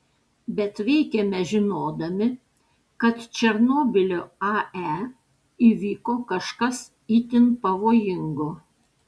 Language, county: Lithuanian, Panevėžys